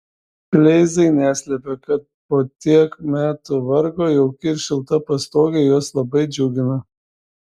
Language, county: Lithuanian, Šiauliai